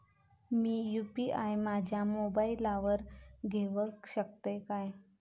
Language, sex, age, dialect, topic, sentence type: Marathi, female, 25-30, Southern Konkan, banking, question